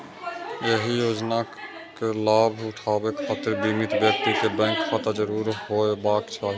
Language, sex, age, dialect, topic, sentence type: Maithili, male, 25-30, Eastern / Thethi, banking, statement